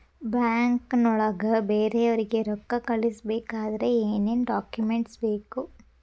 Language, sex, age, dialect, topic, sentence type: Kannada, female, 18-24, Dharwad Kannada, banking, question